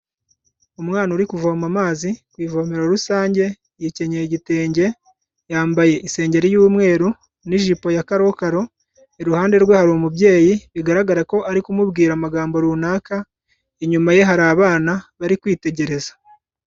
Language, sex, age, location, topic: Kinyarwanda, male, 25-35, Kigali, health